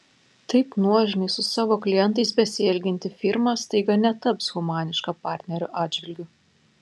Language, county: Lithuanian, Panevėžys